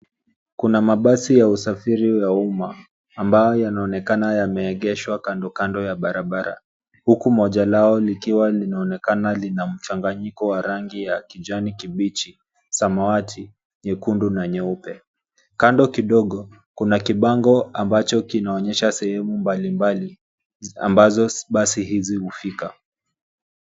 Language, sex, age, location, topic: Swahili, male, 25-35, Nairobi, government